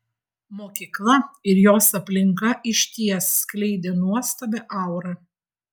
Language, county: Lithuanian, Vilnius